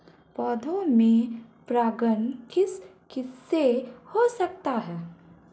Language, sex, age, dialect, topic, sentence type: Hindi, female, 25-30, Marwari Dhudhari, agriculture, question